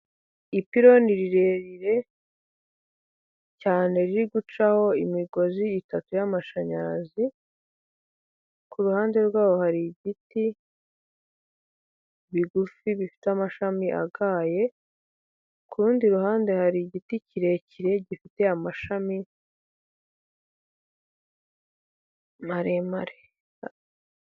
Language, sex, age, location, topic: Kinyarwanda, female, 18-24, Huye, government